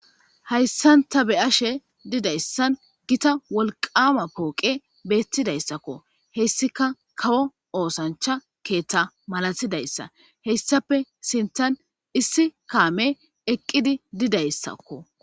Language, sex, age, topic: Gamo, male, 25-35, government